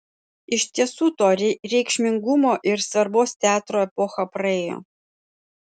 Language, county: Lithuanian, Panevėžys